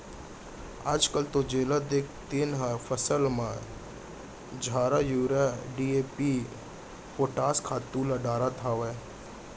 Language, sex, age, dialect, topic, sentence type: Chhattisgarhi, male, 60-100, Central, agriculture, statement